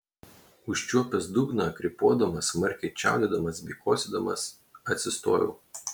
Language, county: Lithuanian, Klaipėda